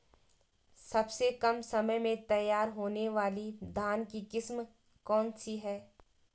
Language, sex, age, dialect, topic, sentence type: Hindi, female, 18-24, Garhwali, agriculture, question